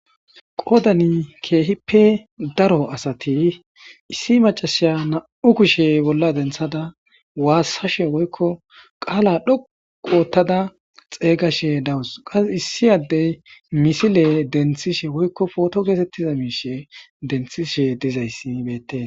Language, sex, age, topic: Gamo, male, 25-35, government